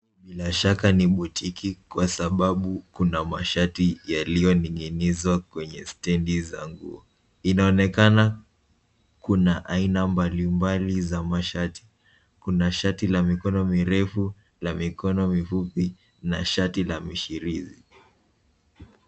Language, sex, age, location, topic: Swahili, male, 18-24, Nairobi, finance